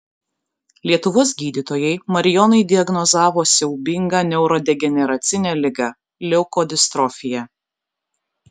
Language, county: Lithuanian, Kaunas